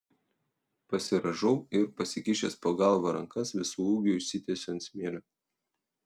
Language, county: Lithuanian, Telšiai